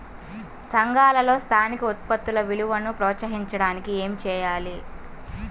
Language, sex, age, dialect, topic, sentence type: Telugu, female, 18-24, Central/Coastal, agriculture, question